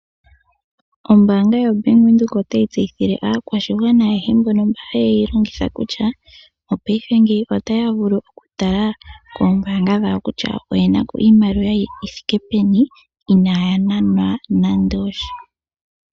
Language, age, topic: Oshiwambo, 18-24, finance